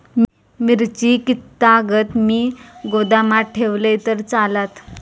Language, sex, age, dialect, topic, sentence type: Marathi, female, 25-30, Southern Konkan, agriculture, question